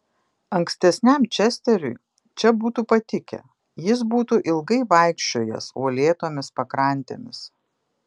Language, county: Lithuanian, Vilnius